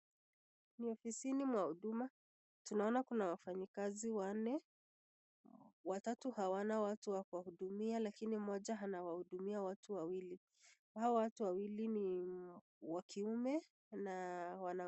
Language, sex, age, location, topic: Swahili, female, 25-35, Nakuru, government